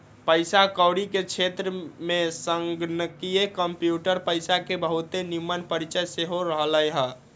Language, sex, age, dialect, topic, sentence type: Magahi, male, 18-24, Western, banking, statement